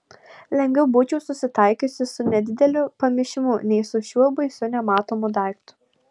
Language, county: Lithuanian, Alytus